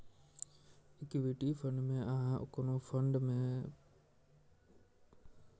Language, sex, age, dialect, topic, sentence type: Maithili, male, 36-40, Eastern / Thethi, banking, statement